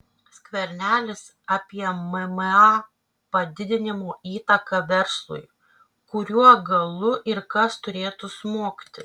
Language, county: Lithuanian, Kaunas